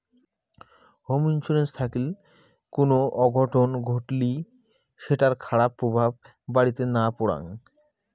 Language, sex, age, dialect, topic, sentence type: Bengali, male, 18-24, Rajbangshi, banking, statement